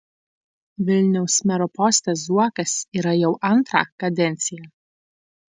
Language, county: Lithuanian, Tauragė